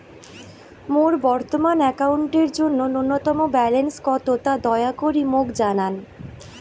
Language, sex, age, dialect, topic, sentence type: Bengali, female, 18-24, Rajbangshi, banking, statement